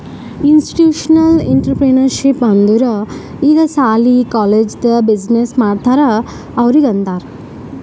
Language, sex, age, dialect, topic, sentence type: Kannada, male, 25-30, Northeastern, banking, statement